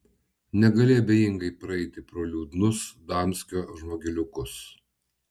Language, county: Lithuanian, Vilnius